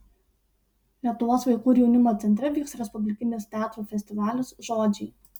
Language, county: Lithuanian, Utena